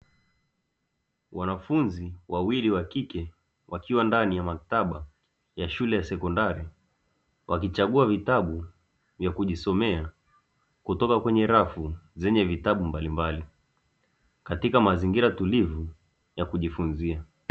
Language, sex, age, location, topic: Swahili, male, 25-35, Dar es Salaam, education